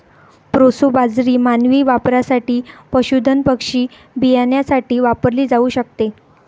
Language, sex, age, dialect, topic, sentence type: Marathi, female, 25-30, Varhadi, agriculture, statement